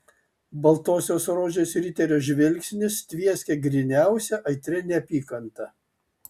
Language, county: Lithuanian, Kaunas